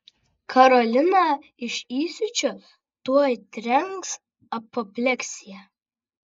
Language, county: Lithuanian, Vilnius